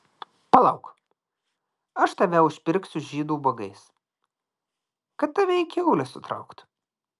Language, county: Lithuanian, Klaipėda